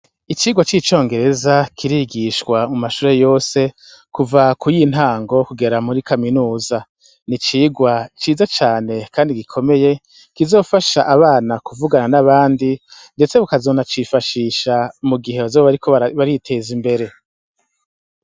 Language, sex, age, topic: Rundi, male, 50+, education